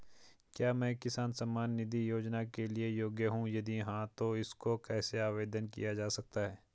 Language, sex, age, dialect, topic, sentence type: Hindi, male, 25-30, Garhwali, banking, question